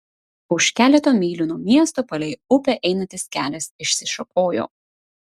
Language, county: Lithuanian, Vilnius